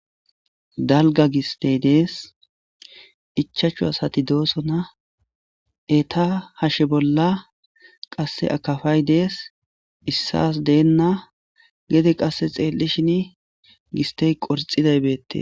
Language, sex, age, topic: Gamo, male, 18-24, agriculture